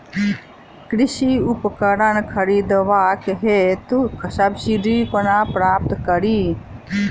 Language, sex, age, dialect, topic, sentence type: Maithili, female, 46-50, Southern/Standard, agriculture, question